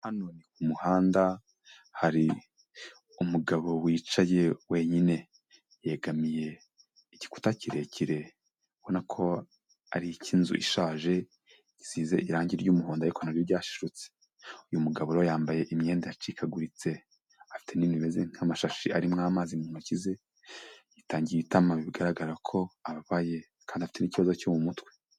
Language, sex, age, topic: Kinyarwanda, male, 25-35, health